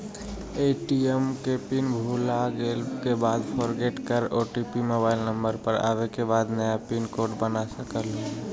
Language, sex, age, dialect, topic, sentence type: Magahi, male, 25-30, Western, banking, question